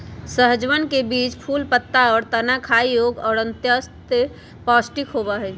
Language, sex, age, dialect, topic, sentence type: Magahi, male, 36-40, Western, agriculture, statement